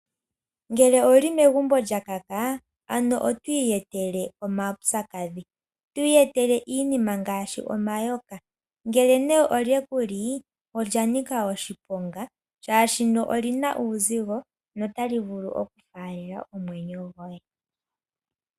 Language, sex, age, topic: Oshiwambo, female, 18-24, agriculture